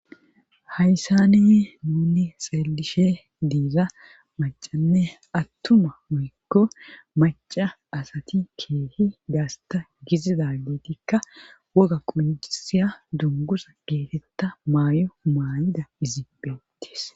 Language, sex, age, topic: Gamo, female, 25-35, government